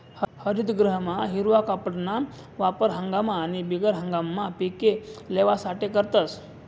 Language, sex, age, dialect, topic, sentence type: Marathi, male, 18-24, Northern Konkan, agriculture, statement